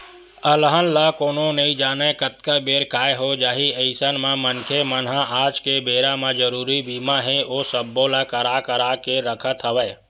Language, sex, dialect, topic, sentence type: Chhattisgarhi, male, Western/Budati/Khatahi, banking, statement